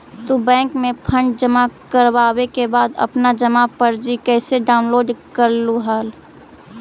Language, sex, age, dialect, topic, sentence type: Magahi, female, 46-50, Central/Standard, agriculture, statement